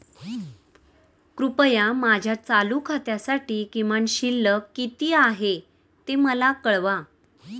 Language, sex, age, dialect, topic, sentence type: Marathi, female, 31-35, Standard Marathi, banking, statement